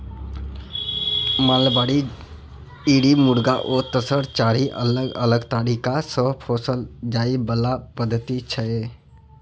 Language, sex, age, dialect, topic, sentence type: Maithili, male, 31-35, Bajjika, agriculture, statement